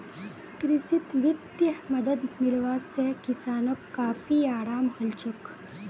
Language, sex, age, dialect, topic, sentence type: Magahi, female, 18-24, Northeastern/Surjapuri, agriculture, statement